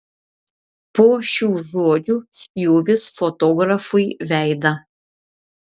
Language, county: Lithuanian, Šiauliai